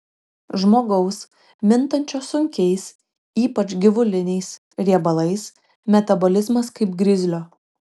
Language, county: Lithuanian, Šiauliai